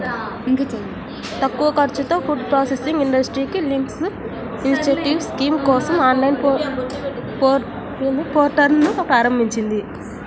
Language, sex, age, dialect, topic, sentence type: Telugu, female, 18-24, Central/Coastal, agriculture, statement